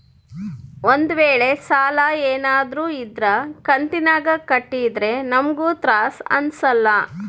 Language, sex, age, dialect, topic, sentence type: Kannada, female, 36-40, Central, banking, statement